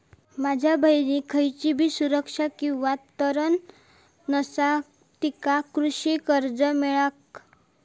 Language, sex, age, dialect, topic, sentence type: Marathi, female, 25-30, Southern Konkan, agriculture, statement